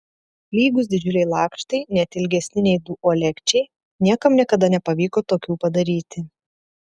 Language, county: Lithuanian, Telšiai